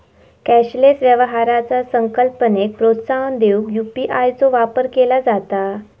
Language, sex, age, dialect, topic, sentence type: Marathi, female, 18-24, Southern Konkan, banking, statement